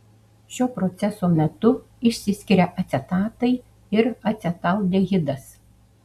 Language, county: Lithuanian, Utena